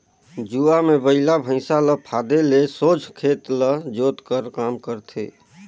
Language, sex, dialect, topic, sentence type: Chhattisgarhi, male, Northern/Bhandar, agriculture, statement